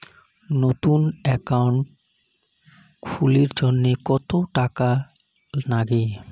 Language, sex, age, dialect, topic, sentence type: Bengali, male, 25-30, Rajbangshi, banking, question